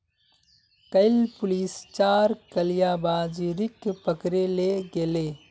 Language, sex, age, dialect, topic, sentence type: Magahi, male, 56-60, Northeastern/Surjapuri, banking, statement